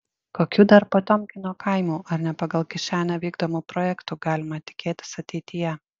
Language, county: Lithuanian, Panevėžys